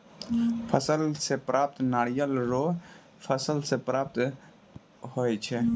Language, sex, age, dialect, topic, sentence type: Maithili, male, 18-24, Angika, agriculture, statement